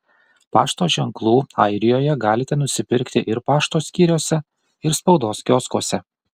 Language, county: Lithuanian, Kaunas